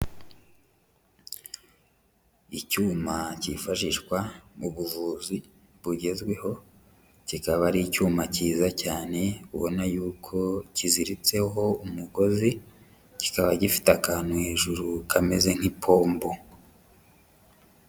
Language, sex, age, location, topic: Kinyarwanda, female, 18-24, Huye, health